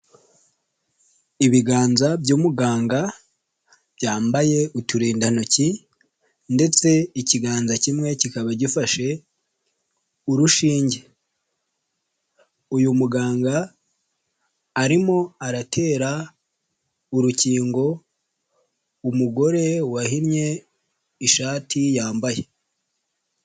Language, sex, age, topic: Kinyarwanda, male, 25-35, health